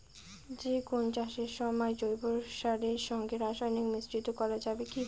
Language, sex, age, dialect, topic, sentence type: Bengali, female, 18-24, Rajbangshi, agriculture, question